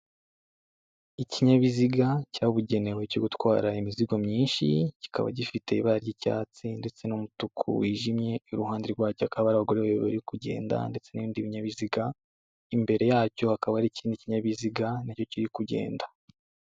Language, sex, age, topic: Kinyarwanda, male, 18-24, government